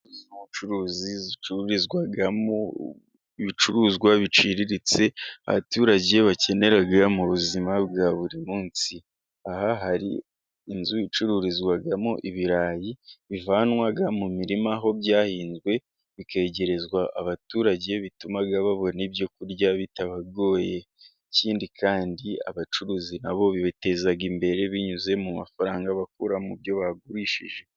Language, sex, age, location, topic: Kinyarwanda, male, 18-24, Musanze, finance